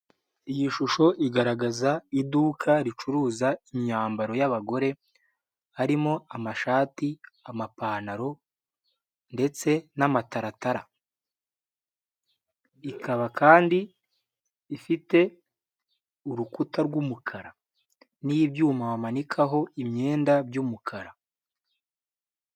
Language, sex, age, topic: Kinyarwanda, male, 18-24, finance